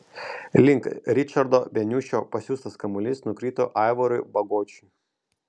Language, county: Lithuanian, Kaunas